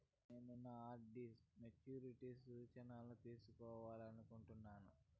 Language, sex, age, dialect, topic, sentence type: Telugu, female, 18-24, Southern, banking, statement